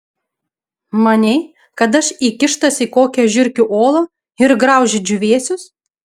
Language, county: Lithuanian, Šiauliai